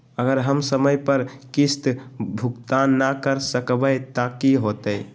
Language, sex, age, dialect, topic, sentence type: Magahi, male, 18-24, Western, banking, question